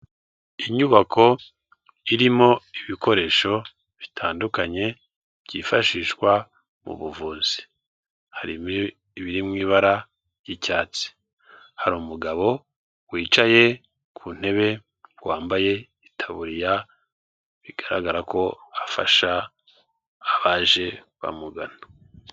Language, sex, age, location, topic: Kinyarwanda, male, 36-49, Kigali, health